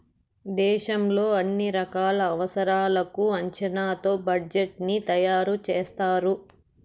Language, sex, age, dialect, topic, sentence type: Telugu, male, 18-24, Southern, banking, statement